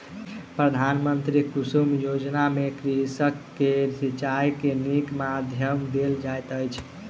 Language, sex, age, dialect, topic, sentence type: Maithili, male, 18-24, Southern/Standard, agriculture, statement